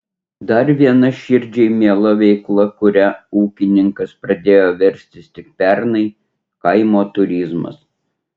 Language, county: Lithuanian, Utena